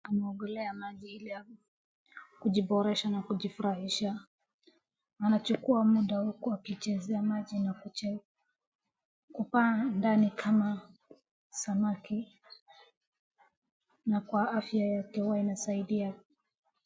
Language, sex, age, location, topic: Swahili, female, 36-49, Wajir, education